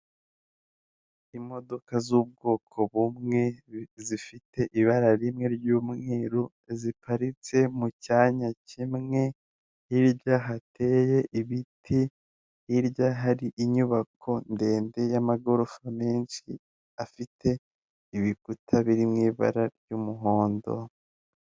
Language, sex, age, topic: Kinyarwanda, male, 18-24, finance